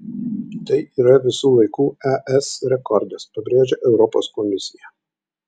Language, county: Lithuanian, Vilnius